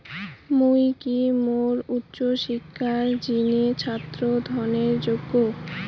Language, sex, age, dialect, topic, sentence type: Bengali, female, 18-24, Rajbangshi, banking, statement